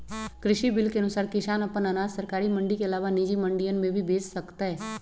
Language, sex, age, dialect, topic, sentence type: Magahi, female, 36-40, Western, agriculture, statement